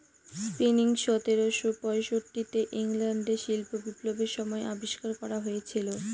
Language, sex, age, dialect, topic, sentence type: Bengali, female, 18-24, Northern/Varendri, agriculture, statement